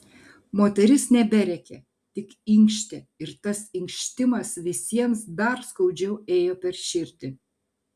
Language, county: Lithuanian, Kaunas